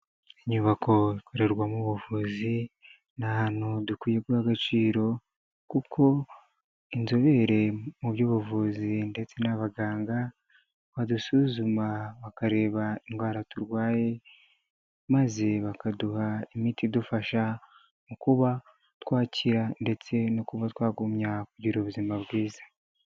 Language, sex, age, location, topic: Kinyarwanda, male, 25-35, Huye, health